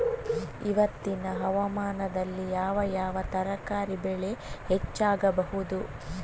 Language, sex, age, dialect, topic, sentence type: Kannada, female, 18-24, Coastal/Dakshin, agriculture, question